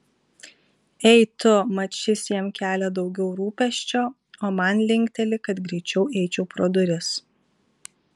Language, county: Lithuanian, Vilnius